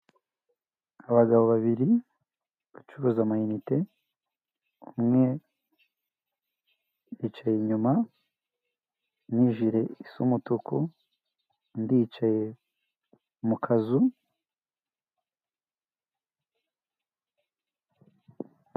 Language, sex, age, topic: Kinyarwanda, male, 18-24, finance